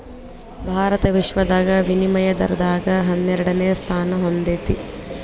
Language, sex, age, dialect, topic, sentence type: Kannada, female, 25-30, Dharwad Kannada, banking, statement